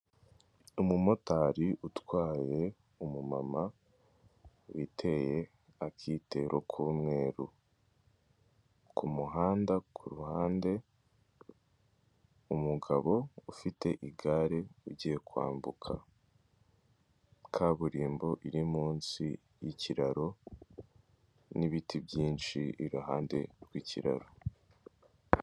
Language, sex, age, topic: Kinyarwanda, male, 18-24, government